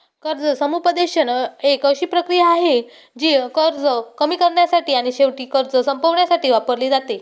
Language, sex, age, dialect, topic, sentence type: Marathi, male, 18-24, Standard Marathi, banking, statement